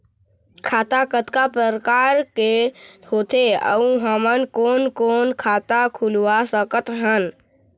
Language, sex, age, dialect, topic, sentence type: Chhattisgarhi, male, 51-55, Eastern, banking, question